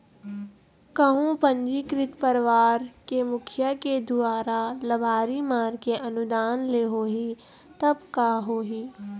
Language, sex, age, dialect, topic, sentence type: Chhattisgarhi, female, 60-100, Eastern, agriculture, statement